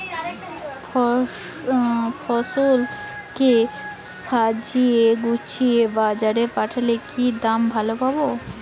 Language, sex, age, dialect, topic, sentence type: Bengali, female, 18-24, Western, agriculture, question